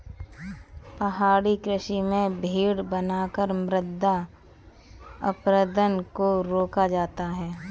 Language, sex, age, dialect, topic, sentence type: Hindi, female, 25-30, Kanauji Braj Bhasha, agriculture, statement